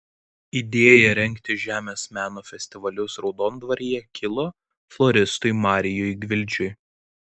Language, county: Lithuanian, Vilnius